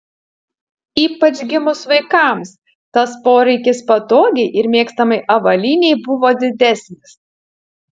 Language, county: Lithuanian, Utena